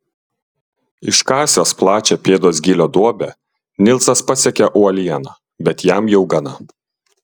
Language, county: Lithuanian, Klaipėda